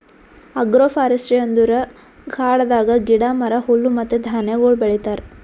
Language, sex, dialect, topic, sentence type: Kannada, female, Northeastern, agriculture, statement